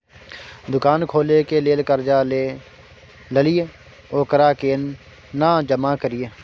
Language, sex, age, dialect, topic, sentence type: Maithili, male, 18-24, Bajjika, banking, question